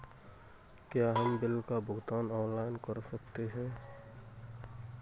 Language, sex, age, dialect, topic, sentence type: Hindi, male, 18-24, Kanauji Braj Bhasha, banking, question